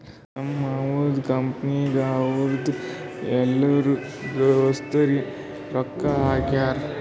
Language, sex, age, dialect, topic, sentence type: Kannada, male, 18-24, Northeastern, banking, statement